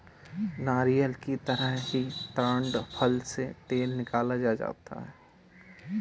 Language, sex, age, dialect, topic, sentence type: Hindi, male, 18-24, Awadhi Bundeli, agriculture, statement